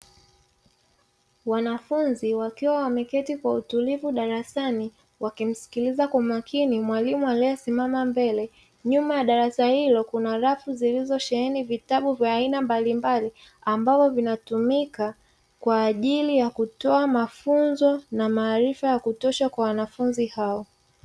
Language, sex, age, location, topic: Swahili, female, 36-49, Dar es Salaam, education